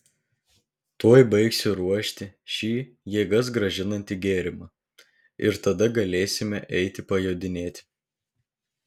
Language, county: Lithuanian, Telšiai